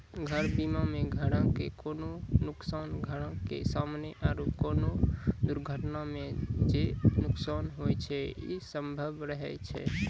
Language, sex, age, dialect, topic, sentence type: Maithili, male, 18-24, Angika, banking, statement